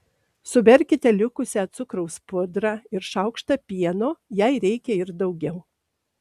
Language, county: Lithuanian, Alytus